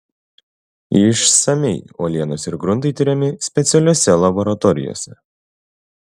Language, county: Lithuanian, Šiauliai